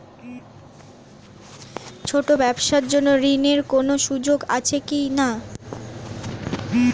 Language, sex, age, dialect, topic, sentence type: Bengali, female, 25-30, Standard Colloquial, banking, question